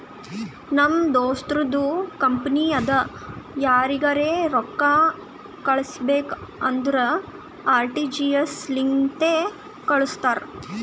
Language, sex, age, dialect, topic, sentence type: Kannada, female, 18-24, Northeastern, banking, statement